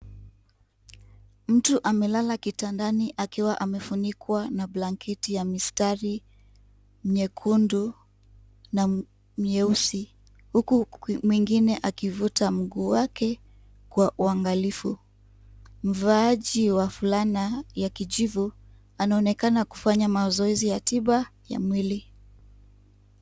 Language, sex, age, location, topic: Swahili, female, 25-35, Kisumu, health